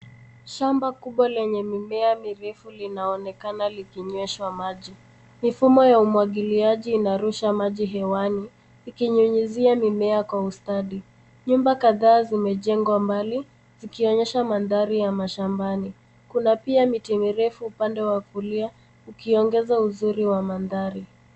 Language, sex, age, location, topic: Swahili, female, 25-35, Nairobi, agriculture